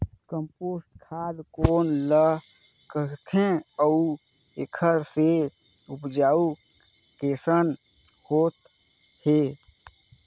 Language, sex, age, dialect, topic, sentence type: Chhattisgarhi, male, 25-30, Northern/Bhandar, agriculture, question